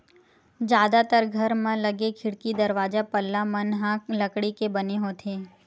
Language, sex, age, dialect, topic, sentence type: Chhattisgarhi, female, 18-24, Western/Budati/Khatahi, agriculture, statement